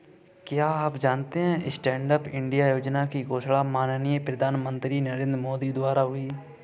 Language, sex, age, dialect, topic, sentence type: Hindi, male, 18-24, Kanauji Braj Bhasha, banking, statement